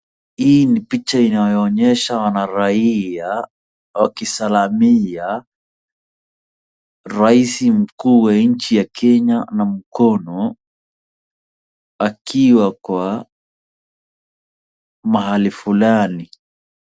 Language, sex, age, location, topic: Swahili, male, 25-35, Wajir, government